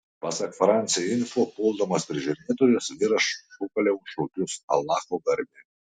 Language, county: Lithuanian, Tauragė